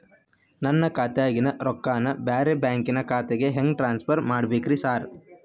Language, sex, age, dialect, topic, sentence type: Kannada, male, 25-30, Dharwad Kannada, banking, question